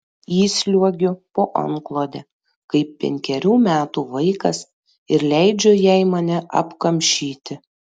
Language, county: Lithuanian, Panevėžys